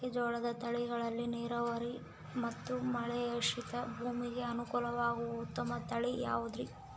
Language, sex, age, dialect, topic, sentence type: Kannada, female, 25-30, Central, agriculture, question